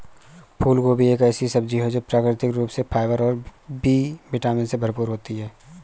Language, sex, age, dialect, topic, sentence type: Hindi, male, 31-35, Awadhi Bundeli, agriculture, statement